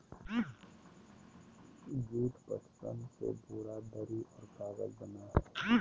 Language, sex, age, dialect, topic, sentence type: Magahi, male, 31-35, Southern, agriculture, statement